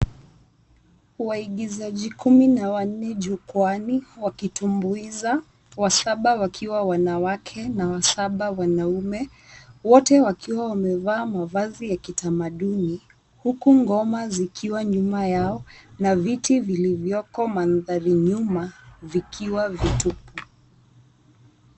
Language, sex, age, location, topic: Swahili, female, 18-24, Nairobi, government